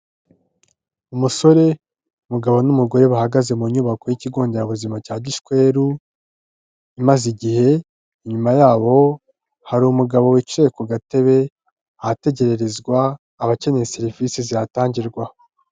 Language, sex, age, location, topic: Kinyarwanda, male, 25-35, Kigali, health